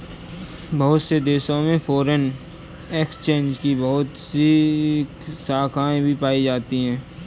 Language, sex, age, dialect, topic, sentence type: Hindi, male, 25-30, Kanauji Braj Bhasha, banking, statement